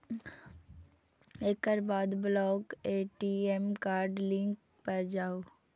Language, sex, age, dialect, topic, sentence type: Maithili, female, 41-45, Eastern / Thethi, banking, statement